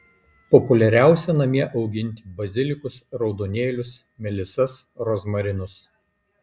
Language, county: Lithuanian, Kaunas